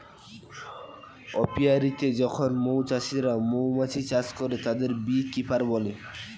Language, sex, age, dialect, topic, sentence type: Bengali, male, 18-24, Standard Colloquial, agriculture, statement